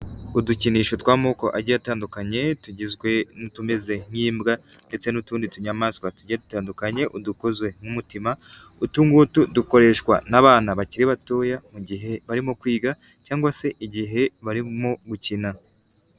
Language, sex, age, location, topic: Kinyarwanda, male, 36-49, Nyagatare, education